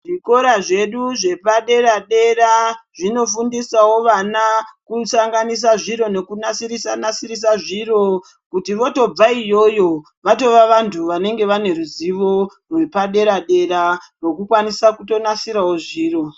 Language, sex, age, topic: Ndau, female, 25-35, education